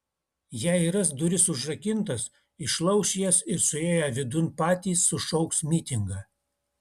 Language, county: Lithuanian, Utena